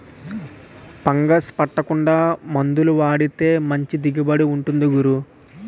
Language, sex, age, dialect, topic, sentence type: Telugu, male, 18-24, Utterandhra, agriculture, statement